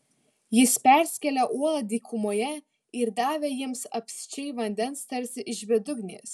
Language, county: Lithuanian, Vilnius